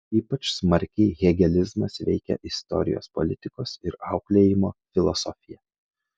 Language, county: Lithuanian, Kaunas